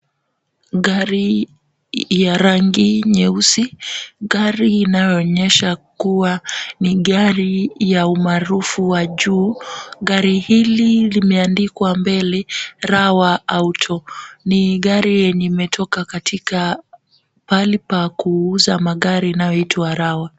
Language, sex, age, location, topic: Swahili, female, 18-24, Kisumu, finance